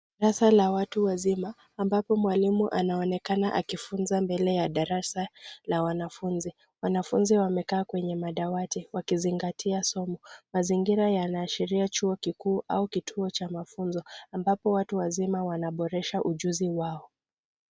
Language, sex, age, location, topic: Swahili, female, 25-35, Nairobi, education